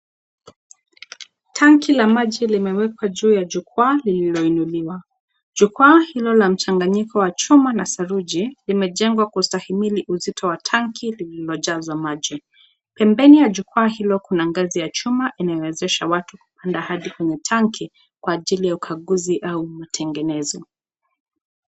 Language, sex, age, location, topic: Swahili, female, 18-24, Nakuru, government